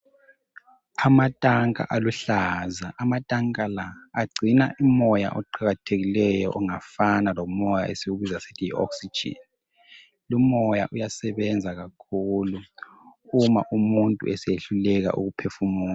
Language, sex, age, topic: North Ndebele, male, 50+, health